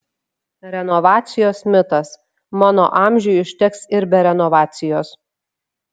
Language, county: Lithuanian, Šiauliai